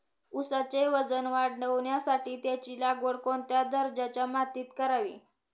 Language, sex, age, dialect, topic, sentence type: Marathi, female, 18-24, Northern Konkan, agriculture, question